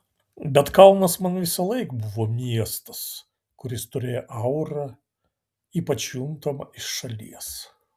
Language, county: Lithuanian, Vilnius